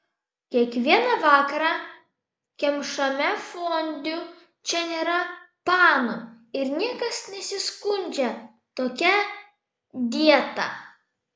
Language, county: Lithuanian, Vilnius